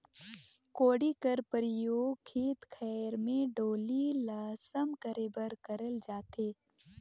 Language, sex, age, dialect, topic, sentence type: Chhattisgarhi, female, 51-55, Northern/Bhandar, agriculture, statement